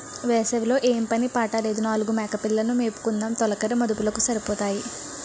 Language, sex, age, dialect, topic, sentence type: Telugu, female, 18-24, Utterandhra, agriculture, statement